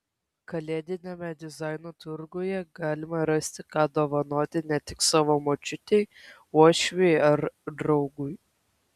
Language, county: Lithuanian, Kaunas